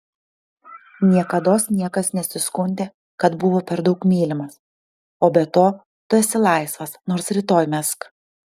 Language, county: Lithuanian, Panevėžys